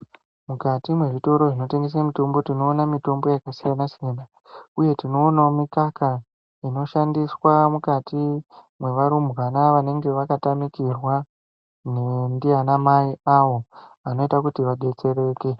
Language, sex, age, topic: Ndau, male, 18-24, health